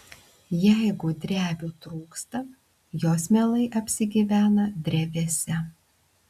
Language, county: Lithuanian, Klaipėda